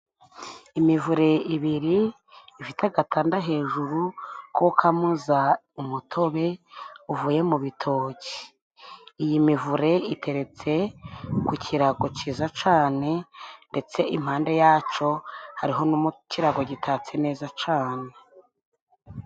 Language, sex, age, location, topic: Kinyarwanda, female, 25-35, Musanze, government